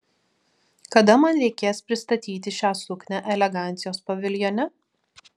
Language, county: Lithuanian, Vilnius